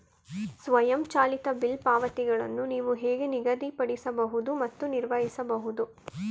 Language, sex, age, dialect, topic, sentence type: Kannada, female, 18-24, Mysore Kannada, banking, question